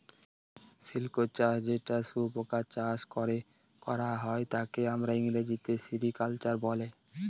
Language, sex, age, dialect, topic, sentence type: Bengali, male, 18-24, Northern/Varendri, agriculture, statement